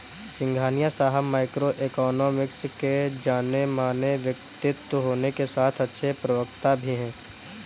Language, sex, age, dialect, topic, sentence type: Hindi, male, 18-24, Kanauji Braj Bhasha, banking, statement